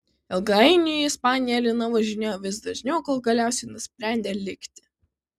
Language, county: Lithuanian, Kaunas